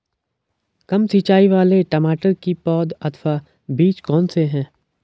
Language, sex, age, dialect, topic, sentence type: Hindi, male, 41-45, Garhwali, agriculture, question